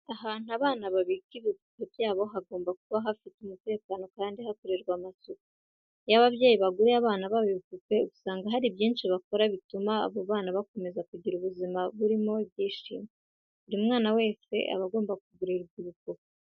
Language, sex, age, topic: Kinyarwanda, female, 18-24, education